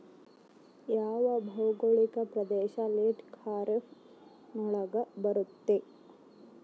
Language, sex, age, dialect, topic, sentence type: Kannada, female, 18-24, Central, agriculture, question